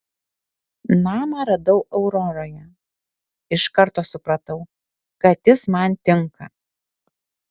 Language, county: Lithuanian, Alytus